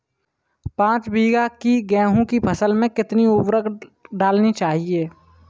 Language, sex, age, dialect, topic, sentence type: Hindi, male, 18-24, Kanauji Braj Bhasha, agriculture, question